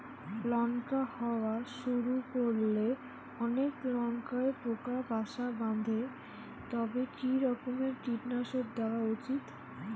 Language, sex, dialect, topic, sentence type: Bengali, female, Rajbangshi, agriculture, question